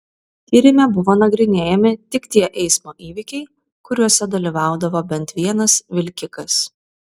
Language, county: Lithuanian, Vilnius